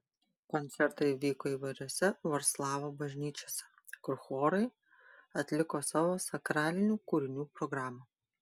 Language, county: Lithuanian, Panevėžys